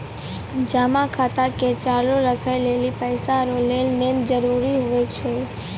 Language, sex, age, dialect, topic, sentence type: Maithili, female, 18-24, Angika, banking, statement